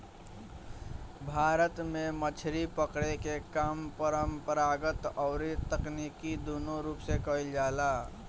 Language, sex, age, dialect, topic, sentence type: Bhojpuri, male, <18, Northern, agriculture, statement